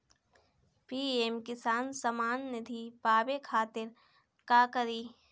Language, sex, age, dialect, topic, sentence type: Bhojpuri, female, 18-24, Northern, agriculture, question